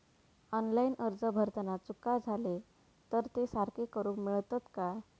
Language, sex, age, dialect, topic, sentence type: Marathi, female, 18-24, Southern Konkan, banking, question